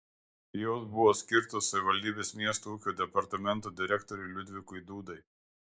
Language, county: Lithuanian, Klaipėda